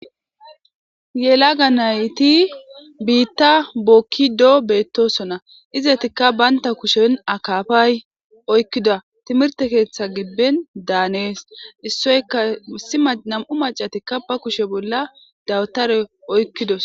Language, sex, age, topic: Gamo, female, 25-35, government